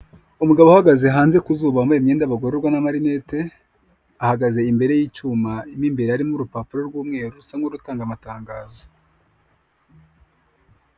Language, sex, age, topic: Kinyarwanda, male, 25-35, government